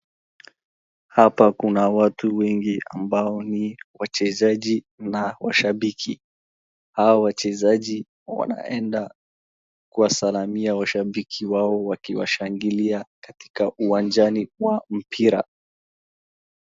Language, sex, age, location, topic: Swahili, male, 18-24, Wajir, government